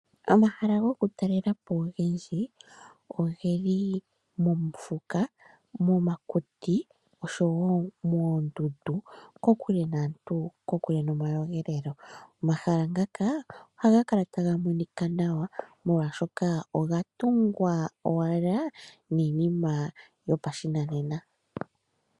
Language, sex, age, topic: Oshiwambo, female, 25-35, agriculture